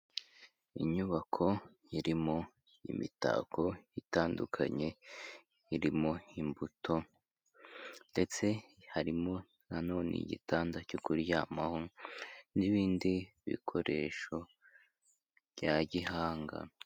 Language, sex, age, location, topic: Kinyarwanda, female, 25-35, Kigali, health